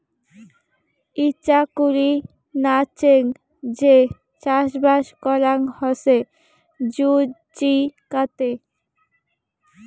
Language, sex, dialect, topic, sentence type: Bengali, female, Rajbangshi, agriculture, statement